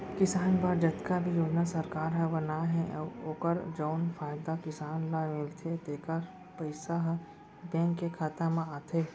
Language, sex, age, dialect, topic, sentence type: Chhattisgarhi, male, 18-24, Central, banking, statement